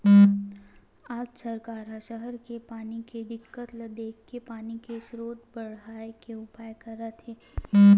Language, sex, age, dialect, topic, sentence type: Chhattisgarhi, female, 18-24, Western/Budati/Khatahi, agriculture, statement